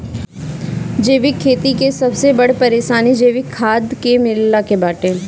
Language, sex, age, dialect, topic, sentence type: Bhojpuri, female, 31-35, Northern, agriculture, statement